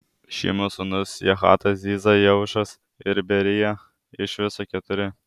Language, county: Lithuanian, Alytus